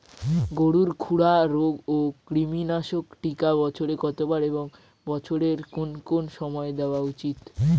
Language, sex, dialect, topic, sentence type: Bengali, male, Northern/Varendri, agriculture, question